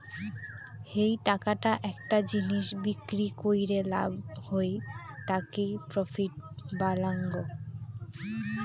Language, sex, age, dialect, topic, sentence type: Bengali, female, 18-24, Rajbangshi, banking, statement